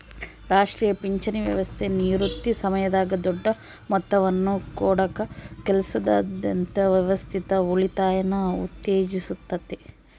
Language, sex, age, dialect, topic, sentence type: Kannada, female, 25-30, Central, banking, statement